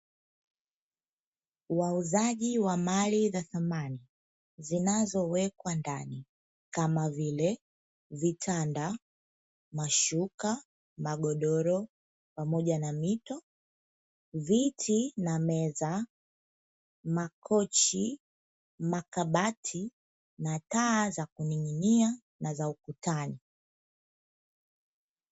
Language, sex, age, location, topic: Swahili, female, 25-35, Dar es Salaam, finance